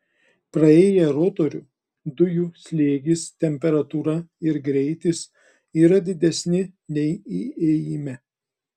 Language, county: Lithuanian, Klaipėda